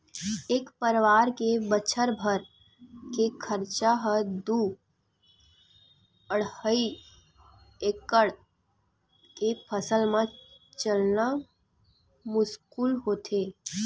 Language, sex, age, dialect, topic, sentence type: Chhattisgarhi, female, 31-35, Western/Budati/Khatahi, agriculture, statement